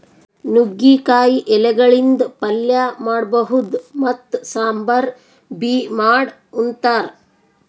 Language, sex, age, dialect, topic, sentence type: Kannada, female, 60-100, Northeastern, agriculture, statement